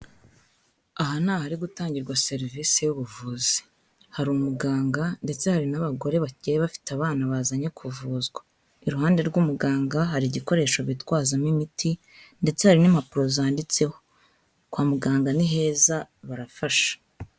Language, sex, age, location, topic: Kinyarwanda, female, 25-35, Kigali, health